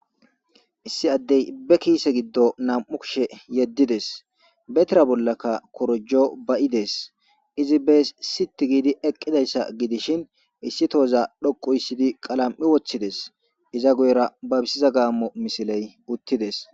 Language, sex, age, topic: Gamo, male, 18-24, government